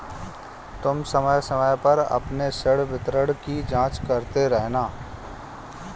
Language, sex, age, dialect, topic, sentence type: Hindi, male, 25-30, Kanauji Braj Bhasha, banking, statement